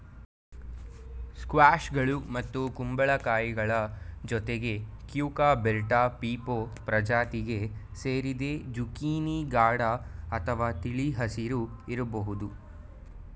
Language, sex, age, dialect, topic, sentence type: Kannada, male, 18-24, Mysore Kannada, agriculture, statement